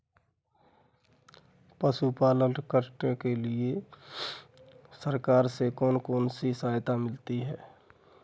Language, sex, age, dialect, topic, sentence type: Hindi, male, 31-35, Kanauji Braj Bhasha, agriculture, question